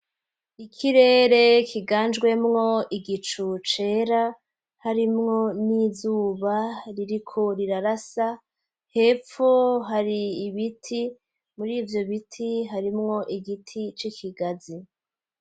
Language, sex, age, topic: Rundi, female, 25-35, agriculture